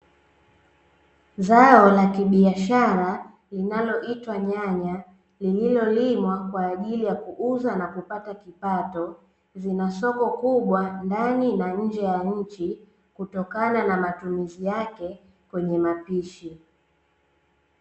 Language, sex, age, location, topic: Swahili, female, 25-35, Dar es Salaam, agriculture